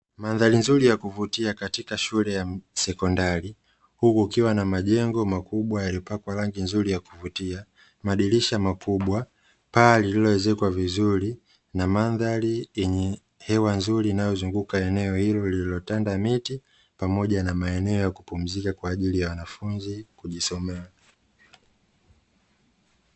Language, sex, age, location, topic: Swahili, male, 25-35, Dar es Salaam, education